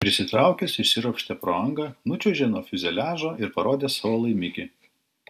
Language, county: Lithuanian, Klaipėda